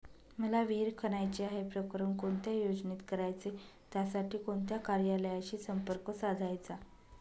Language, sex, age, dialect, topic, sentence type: Marathi, female, 25-30, Northern Konkan, agriculture, question